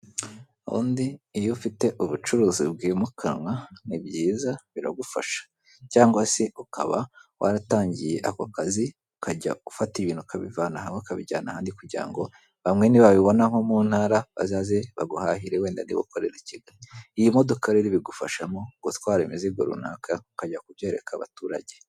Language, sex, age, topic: Kinyarwanda, female, 25-35, government